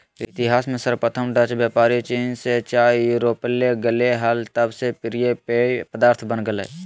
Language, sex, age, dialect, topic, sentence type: Magahi, male, 36-40, Southern, agriculture, statement